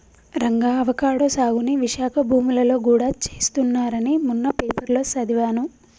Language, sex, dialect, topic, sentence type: Telugu, female, Telangana, agriculture, statement